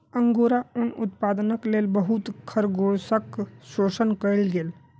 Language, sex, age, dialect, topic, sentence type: Maithili, male, 25-30, Southern/Standard, agriculture, statement